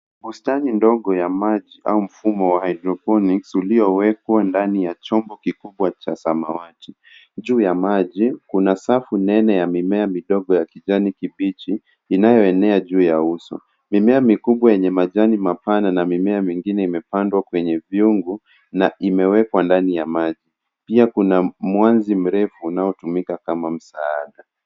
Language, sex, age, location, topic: Swahili, male, 18-24, Nairobi, agriculture